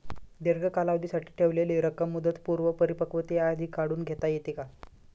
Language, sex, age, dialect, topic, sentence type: Marathi, male, 25-30, Standard Marathi, banking, question